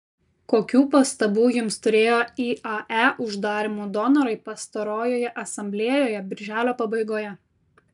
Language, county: Lithuanian, Kaunas